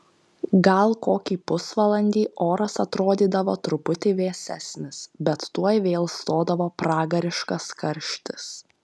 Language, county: Lithuanian, Panevėžys